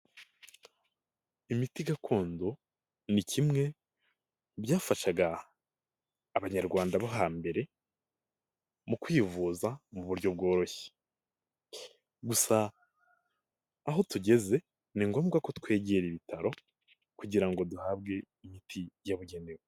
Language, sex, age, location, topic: Kinyarwanda, male, 18-24, Nyagatare, health